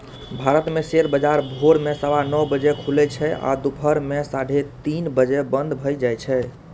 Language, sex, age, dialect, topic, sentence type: Maithili, male, 25-30, Eastern / Thethi, banking, statement